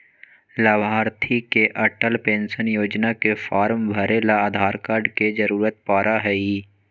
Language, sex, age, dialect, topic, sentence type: Magahi, male, 41-45, Western, banking, statement